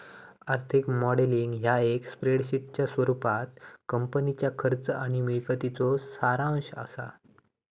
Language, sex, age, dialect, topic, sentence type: Marathi, male, 18-24, Southern Konkan, banking, statement